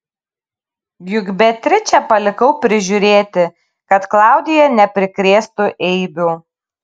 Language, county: Lithuanian, Kaunas